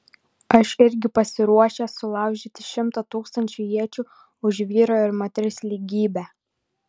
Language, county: Lithuanian, Vilnius